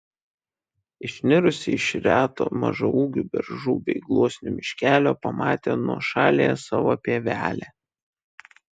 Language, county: Lithuanian, Šiauliai